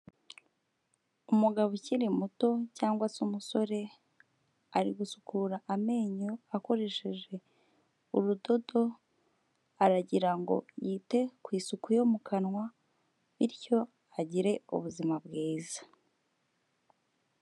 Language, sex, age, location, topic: Kinyarwanda, female, 25-35, Kigali, health